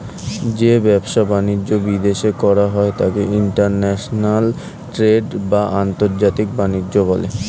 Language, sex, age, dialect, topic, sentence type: Bengali, male, 18-24, Standard Colloquial, banking, statement